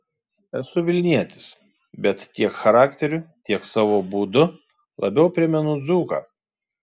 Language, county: Lithuanian, Šiauliai